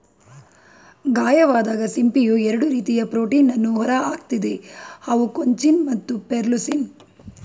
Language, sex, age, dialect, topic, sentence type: Kannada, female, 36-40, Mysore Kannada, agriculture, statement